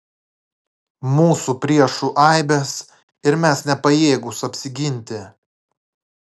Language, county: Lithuanian, Klaipėda